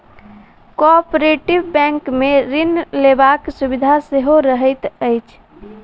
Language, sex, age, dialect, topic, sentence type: Maithili, female, 18-24, Southern/Standard, banking, statement